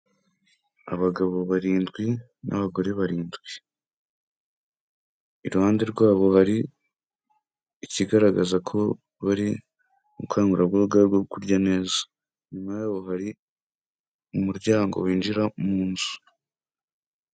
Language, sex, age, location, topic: Kinyarwanda, male, 18-24, Kigali, health